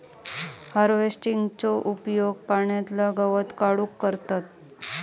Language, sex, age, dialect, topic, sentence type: Marathi, female, 31-35, Southern Konkan, agriculture, statement